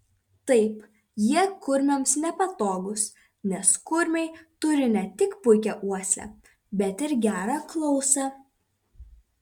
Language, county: Lithuanian, Vilnius